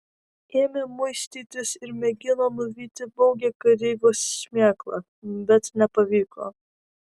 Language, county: Lithuanian, Vilnius